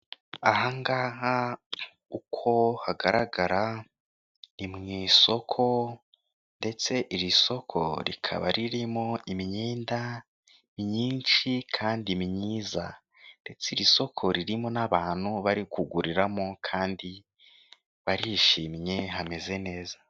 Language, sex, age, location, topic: Kinyarwanda, male, 18-24, Kigali, finance